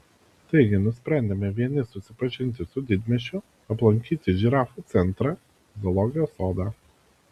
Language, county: Lithuanian, Vilnius